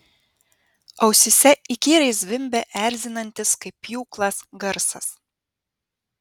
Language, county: Lithuanian, Vilnius